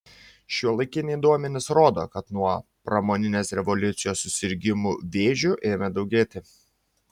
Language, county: Lithuanian, Šiauliai